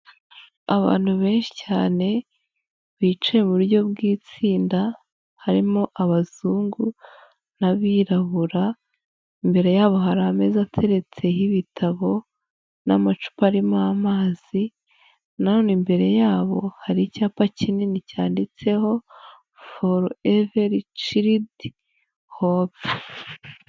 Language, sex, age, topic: Kinyarwanda, female, 18-24, health